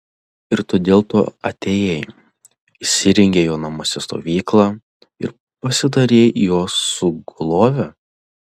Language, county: Lithuanian, Telšiai